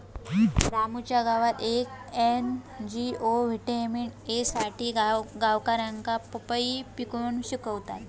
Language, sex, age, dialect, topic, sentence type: Marathi, female, 18-24, Southern Konkan, agriculture, statement